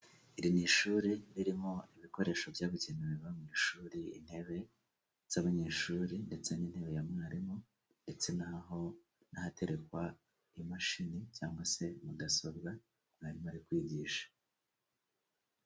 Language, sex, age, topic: Kinyarwanda, male, 18-24, education